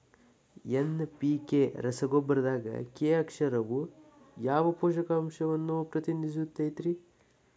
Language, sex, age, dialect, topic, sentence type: Kannada, male, 18-24, Dharwad Kannada, agriculture, question